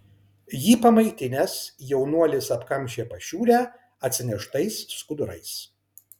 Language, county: Lithuanian, Kaunas